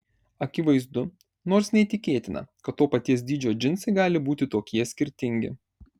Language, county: Lithuanian, Marijampolė